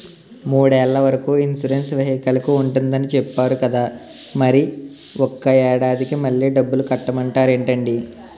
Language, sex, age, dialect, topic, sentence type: Telugu, male, 18-24, Utterandhra, banking, statement